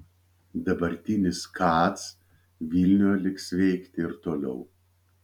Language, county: Lithuanian, Vilnius